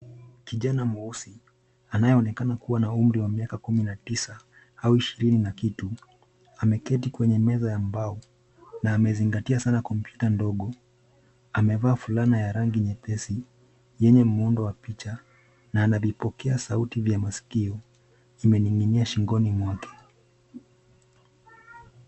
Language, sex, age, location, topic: Swahili, male, 25-35, Nairobi, education